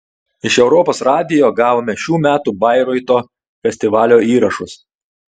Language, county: Lithuanian, Telšiai